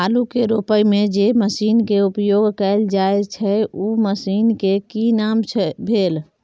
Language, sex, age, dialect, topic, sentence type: Maithili, female, 18-24, Bajjika, agriculture, question